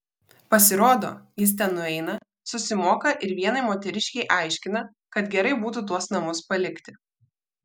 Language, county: Lithuanian, Vilnius